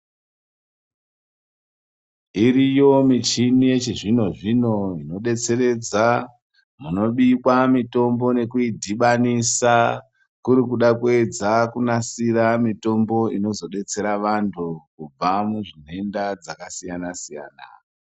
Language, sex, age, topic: Ndau, male, 36-49, health